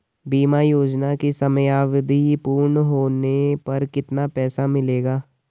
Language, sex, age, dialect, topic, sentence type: Hindi, male, 18-24, Garhwali, banking, question